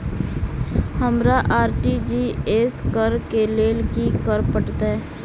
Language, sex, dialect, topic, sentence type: Maithili, female, Southern/Standard, banking, question